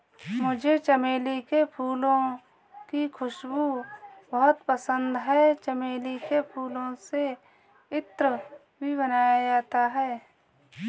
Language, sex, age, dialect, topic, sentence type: Hindi, female, 25-30, Kanauji Braj Bhasha, agriculture, statement